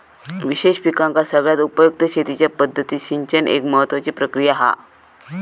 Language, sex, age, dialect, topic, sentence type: Marathi, female, 41-45, Southern Konkan, agriculture, statement